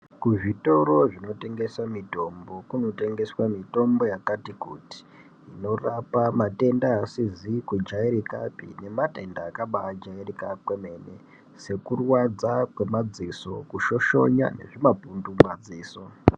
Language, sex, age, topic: Ndau, male, 18-24, health